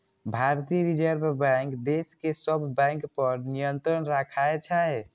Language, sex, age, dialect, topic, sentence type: Maithili, male, 18-24, Eastern / Thethi, banking, statement